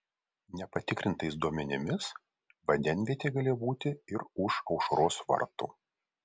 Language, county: Lithuanian, Vilnius